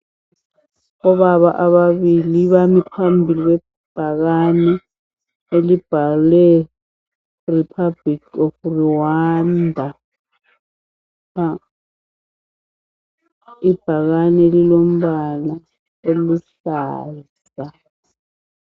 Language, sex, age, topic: North Ndebele, female, 50+, health